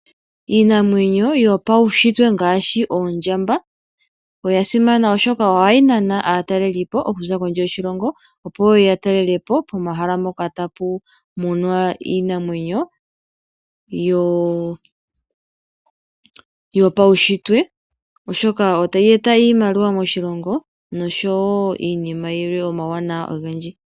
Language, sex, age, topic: Oshiwambo, female, 36-49, agriculture